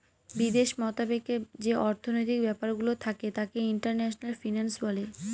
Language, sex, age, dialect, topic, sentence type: Bengali, female, 18-24, Northern/Varendri, banking, statement